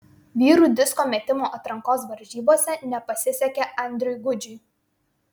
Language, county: Lithuanian, Vilnius